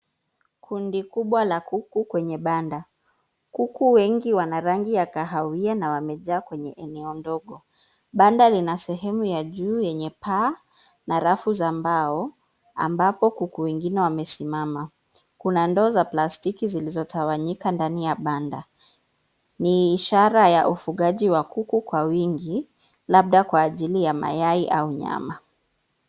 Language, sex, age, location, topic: Swahili, female, 25-35, Nairobi, agriculture